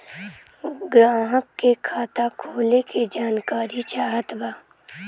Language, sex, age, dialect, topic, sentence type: Bhojpuri, female, <18, Western, banking, question